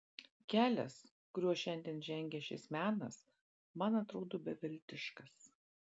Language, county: Lithuanian, Marijampolė